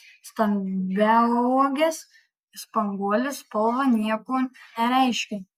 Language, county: Lithuanian, Kaunas